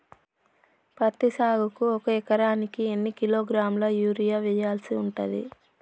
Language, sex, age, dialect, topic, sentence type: Telugu, male, 31-35, Telangana, agriculture, question